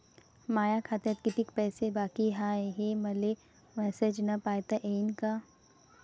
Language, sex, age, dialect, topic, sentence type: Marathi, female, 36-40, Varhadi, banking, question